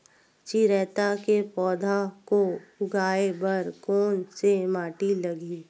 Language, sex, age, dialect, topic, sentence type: Chhattisgarhi, female, 51-55, Western/Budati/Khatahi, agriculture, question